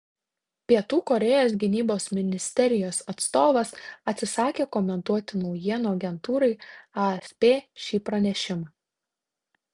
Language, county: Lithuanian, Tauragė